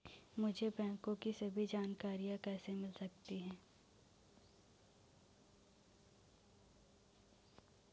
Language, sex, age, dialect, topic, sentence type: Hindi, male, 31-35, Awadhi Bundeli, banking, question